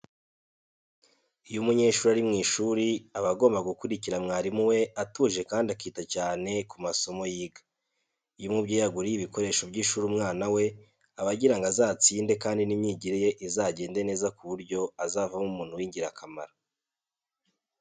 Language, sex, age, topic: Kinyarwanda, male, 18-24, education